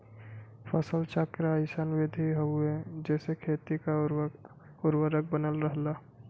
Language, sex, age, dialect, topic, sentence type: Bhojpuri, male, 18-24, Western, agriculture, statement